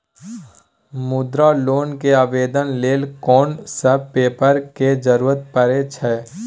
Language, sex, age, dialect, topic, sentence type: Maithili, male, 18-24, Bajjika, banking, question